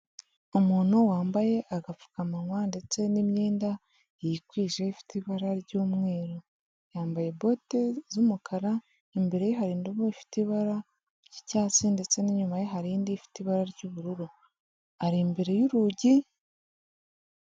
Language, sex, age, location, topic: Kinyarwanda, female, 18-24, Huye, health